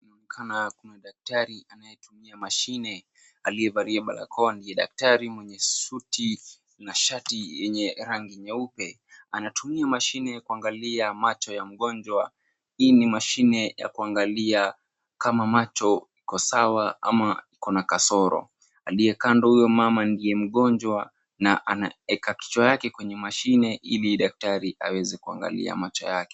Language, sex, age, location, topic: Swahili, male, 50+, Kisumu, health